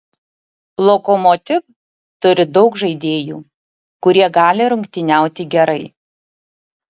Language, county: Lithuanian, Tauragė